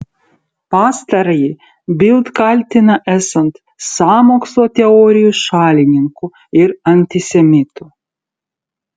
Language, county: Lithuanian, Utena